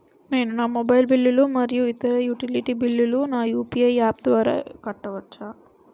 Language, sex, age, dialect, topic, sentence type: Telugu, female, 18-24, Utterandhra, banking, statement